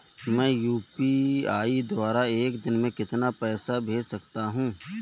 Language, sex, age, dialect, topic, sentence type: Hindi, male, 36-40, Awadhi Bundeli, banking, question